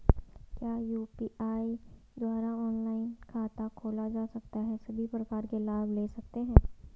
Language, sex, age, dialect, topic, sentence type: Hindi, female, 18-24, Garhwali, banking, question